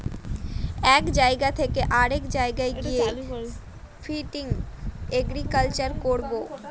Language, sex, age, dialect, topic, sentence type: Bengali, female, 60-100, Northern/Varendri, agriculture, statement